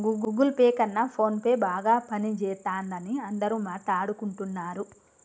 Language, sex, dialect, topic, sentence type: Telugu, female, Telangana, banking, statement